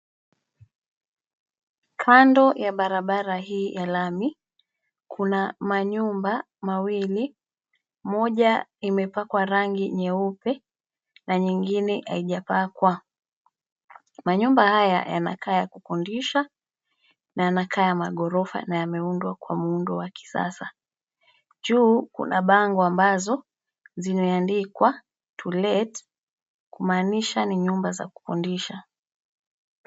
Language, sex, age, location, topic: Swahili, female, 25-35, Nairobi, finance